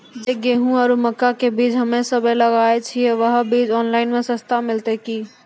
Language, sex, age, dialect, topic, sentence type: Maithili, female, 18-24, Angika, agriculture, question